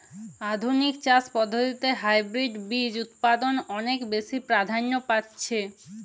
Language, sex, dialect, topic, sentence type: Bengali, female, Jharkhandi, agriculture, statement